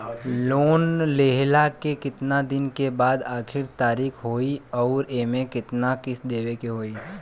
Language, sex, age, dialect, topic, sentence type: Bhojpuri, male, 18-24, Western, banking, question